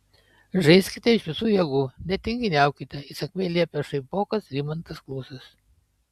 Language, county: Lithuanian, Panevėžys